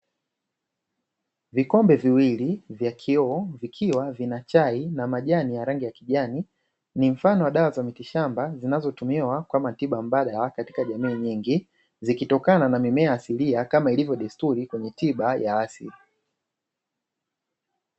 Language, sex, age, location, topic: Swahili, male, 18-24, Dar es Salaam, health